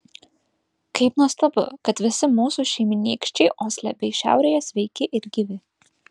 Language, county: Lithuanian, Vilnius